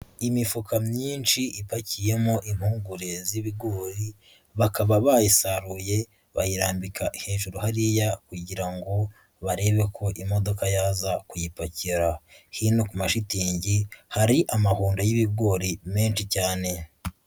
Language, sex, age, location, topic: Kinyarwanda, male, 25-35, Huye, agriculture